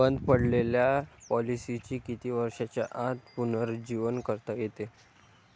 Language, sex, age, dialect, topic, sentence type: Marathi, male, 25-30, Standard Marathi, banking, question